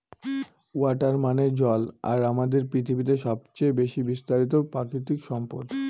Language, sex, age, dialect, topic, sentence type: Bengali, female, 36-40, Northern/Varendri, agriculture, statement